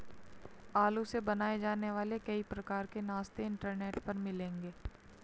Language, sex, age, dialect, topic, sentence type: Hindi, female, 60-100, Marwari Dhudhari, agriculture, statement